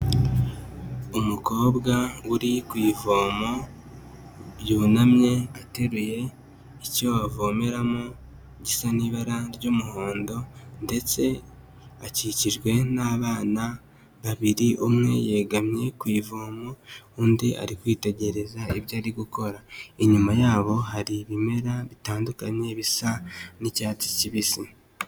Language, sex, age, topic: Kinyarwanda, male, 18-24, health